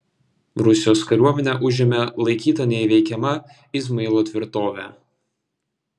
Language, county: Lithuanian, Vilnius